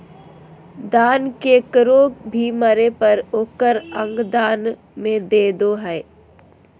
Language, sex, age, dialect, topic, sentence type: Magahi, female, 41-45, Southern, banking, statement